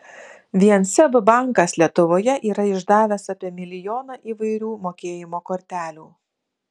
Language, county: Lithuanian, Vilnius